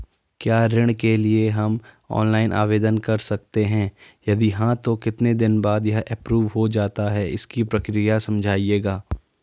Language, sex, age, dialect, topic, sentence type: Hindi, male, 41-45, Garhwali, banking, question